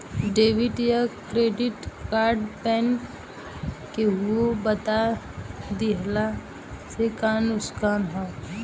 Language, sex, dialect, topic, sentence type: Bhojpuri, female, Southern / Standard, banking, question